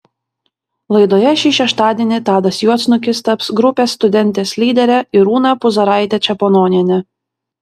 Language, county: Lithuanian, Vilnius